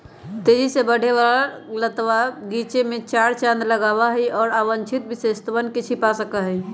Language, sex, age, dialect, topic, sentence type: Magahi, female, 25-30, Western, agriculture, statement